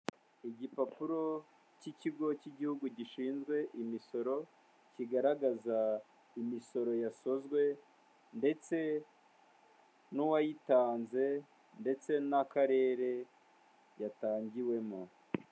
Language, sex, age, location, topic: Kinyarwanda, male, 18-24, Kigali, finance